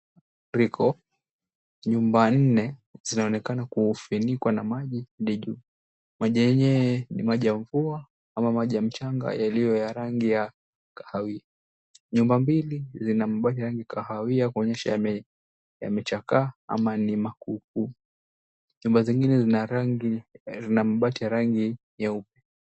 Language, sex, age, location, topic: Swahili, male, 18-24, Mombasa, health